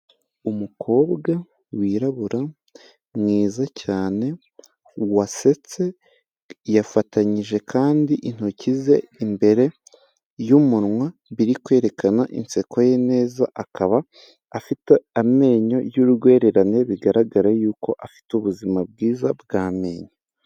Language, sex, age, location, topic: Kinyarwanda, male, 18-24, Kigali, health